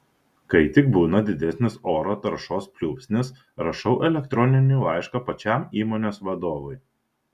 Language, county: Lithuanian, Šiauliai